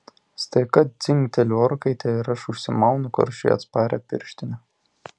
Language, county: Lithuanian, Tauragė